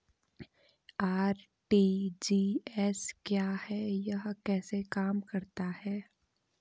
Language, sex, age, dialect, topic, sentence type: Hindi, female, 18-24, Garhwali, banking, question